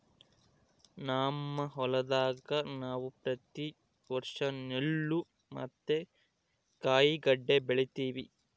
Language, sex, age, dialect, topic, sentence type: Kannada, male, 25-30, Central, agriculture, statement